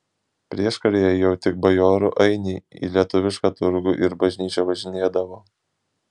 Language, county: Lithuanian, Šiauliai